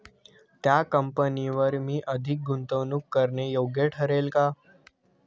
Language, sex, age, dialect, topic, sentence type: Marathi, male, 25-30, Standard Marathi, banking, statement